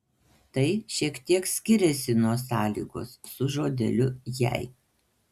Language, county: Lithuanian, Panevėžys